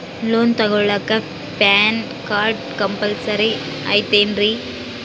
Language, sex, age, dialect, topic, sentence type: Kannada, female, 18-24, Central, banking, question